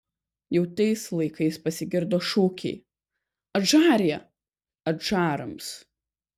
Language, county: Lithuanian, Kaunas